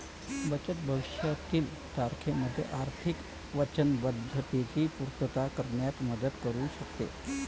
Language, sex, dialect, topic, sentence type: Marathi, male, Varhadi, banking, statement